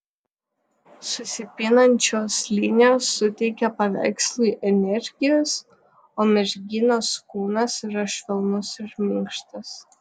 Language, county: Lithuanian, Vilnius